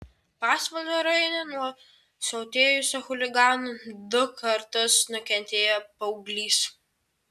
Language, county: Lithuanian, Vilnius